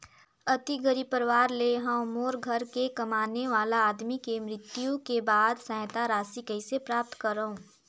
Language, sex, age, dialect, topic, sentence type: Chhattisgarhi, female, 18-24, Northern/Bhandar, banking, question